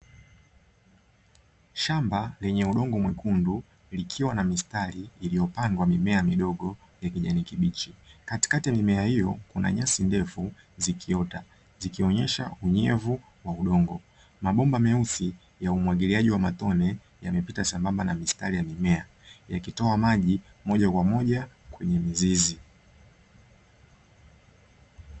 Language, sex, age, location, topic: Swahili, male, 25-35, Dar es Salaam, agriculture